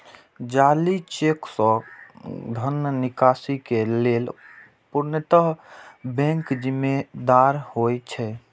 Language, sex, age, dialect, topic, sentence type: Maithili, male, 18-24, Eastern / Thethi, banking, statement